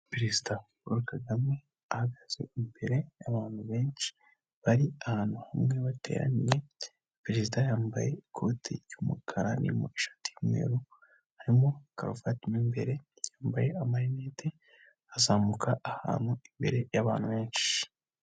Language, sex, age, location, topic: Kinyarwanda, male, 25-35, Kigali, government